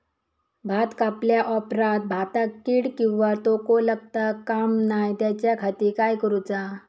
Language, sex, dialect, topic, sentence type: Marathi, female, Southern Konkan, agriculture, question